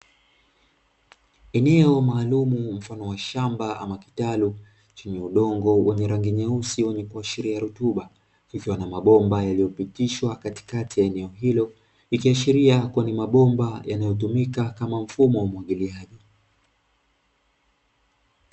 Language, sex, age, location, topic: Swahili, male, 25-35, Dar es Salaam, agriculture